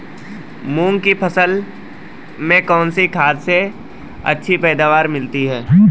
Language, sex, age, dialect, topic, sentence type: Hindi, male, 18-24, Marwari Dhudhari, agriculture, question